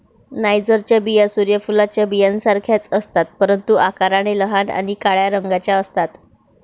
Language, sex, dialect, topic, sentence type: Marathi, female, Varhadi, agriculture, statement